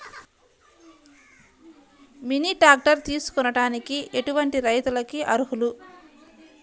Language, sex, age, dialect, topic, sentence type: Telugu, female, 25-30, Central/Coastal, agriculture, question